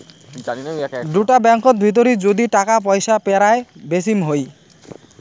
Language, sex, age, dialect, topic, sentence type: Bengali, male, 18-24, Rajbangshi, banking, statement